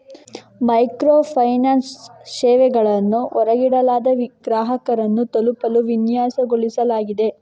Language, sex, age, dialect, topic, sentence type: Kannada, female, 51-55, Coastal/Dakshin, banking, statement